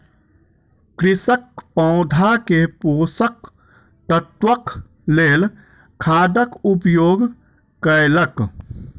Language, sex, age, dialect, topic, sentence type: Maithili, male, 25-30, Southern/Standard, agriculture, statement